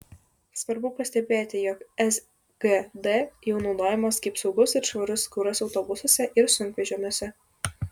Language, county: Lithuanian, Šiauliai